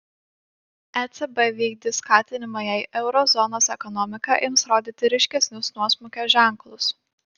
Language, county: Lithuanian, Panevėžys